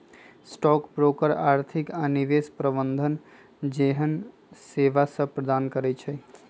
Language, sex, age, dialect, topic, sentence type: Magahi, male, 25-30, Western, banking, statement